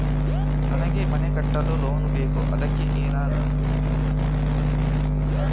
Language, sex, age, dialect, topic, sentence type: Kannada, male, 41-45, Coastal/Dakshin, banking, question